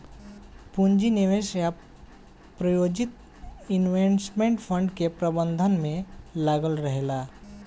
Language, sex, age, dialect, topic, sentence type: Bhojpuri, male, 25-30, Southern / Standard, banking, statement